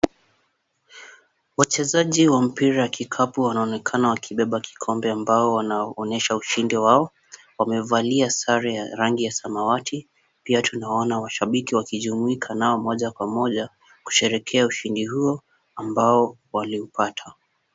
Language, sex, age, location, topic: Swahili, male, 18-24, Kisumu, government